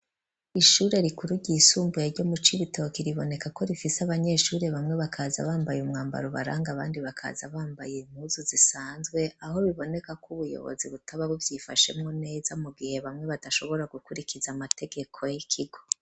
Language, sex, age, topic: Rundi, female, 36-49, education